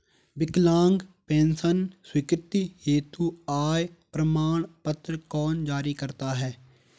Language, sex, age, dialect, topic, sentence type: Hindi, male, 18-24, Garhwali, banking, question